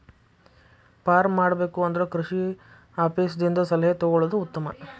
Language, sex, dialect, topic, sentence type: Kannada, male, Dharwad Kannada, agriculture, statement